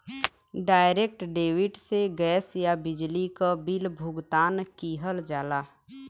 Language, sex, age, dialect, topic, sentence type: Bhojpuri, female, <18, Western, banking, statement